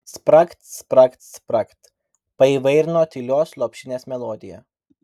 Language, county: Lithuanian, Vilnius